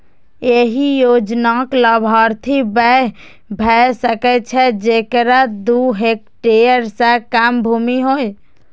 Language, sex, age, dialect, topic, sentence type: Maithili, female, 18-24, Eastern / Thethi, agriculture, statement